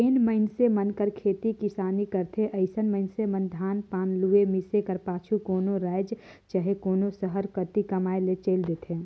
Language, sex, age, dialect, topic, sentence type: Chhattisgarhi, female, 18-24, Northern/Bhandar, agriculture, statement